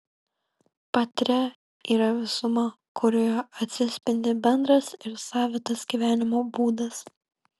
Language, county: Lithuanian, Kaunas